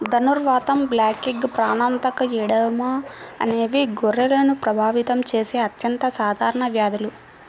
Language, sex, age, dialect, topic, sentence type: Telugu, female, 56-60, Central/Coastal, agriculture, statement